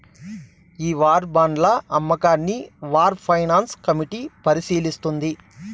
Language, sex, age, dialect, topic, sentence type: Telugu, male, 31-35, Southern, banking, statement